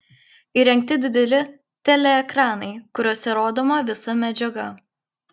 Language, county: Lithuanian, Klaipėda